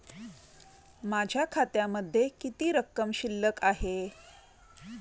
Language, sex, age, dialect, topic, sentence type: Marathi, female, 31-35, Standard Marathi, banking, question